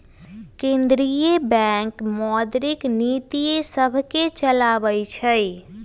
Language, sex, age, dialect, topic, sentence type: Magahi, female, 18-24, Western, banking, statement